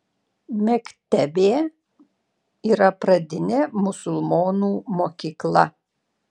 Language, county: Lithuanian, Panevėžys